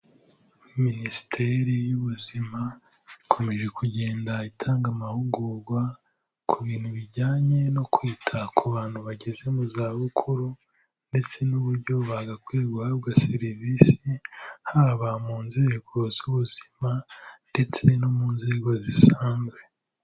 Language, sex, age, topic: Kinyarwanda, male, 18-24, health